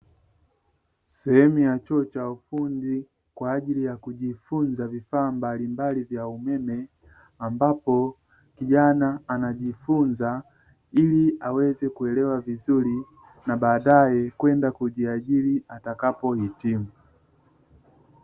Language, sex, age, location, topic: Swahili, male, 25-35, Dar es Salaam, education